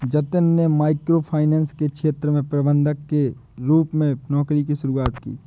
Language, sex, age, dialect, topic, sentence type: Hindi, male, 18-24, Awadhi Bundeli, banking, statement